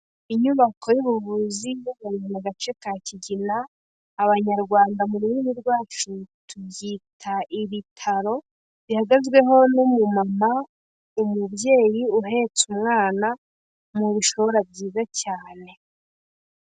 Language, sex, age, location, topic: Kinyarwanda, female, 18-24, Kigali, health